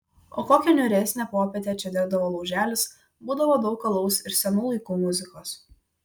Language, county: Lithuanian, Kaunas